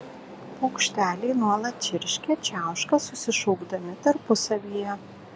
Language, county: Lithuanian, Kaunas